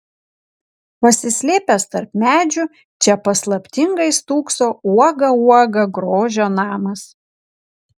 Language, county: Lithuanian, Kaunas